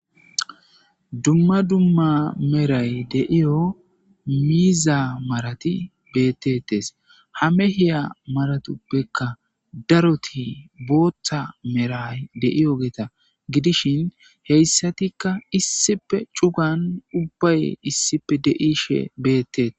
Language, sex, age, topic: Gamo, male, 25-35, agriculture